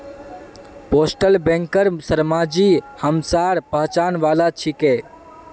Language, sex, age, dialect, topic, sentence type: Magahi, male, 18-24, Northeastern/Surjapuri, banking, statement